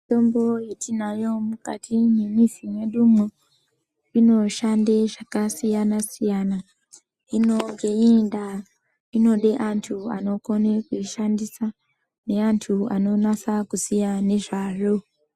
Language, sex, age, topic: Ndau, female, 25-35, health